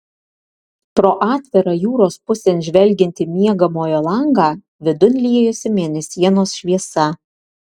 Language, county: Lithuanian, Vilnius